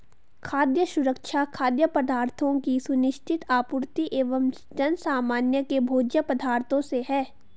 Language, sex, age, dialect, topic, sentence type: Hindi, female, 18-24, Garhwali, agriculture, statement